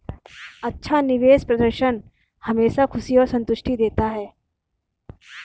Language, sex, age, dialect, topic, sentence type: Hindi, female, 31-35, Marwari Dhudhari, banking, statement